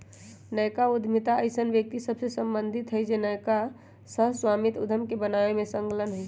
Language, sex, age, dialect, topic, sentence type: Magahi, female, 18-24, Western, banking, statement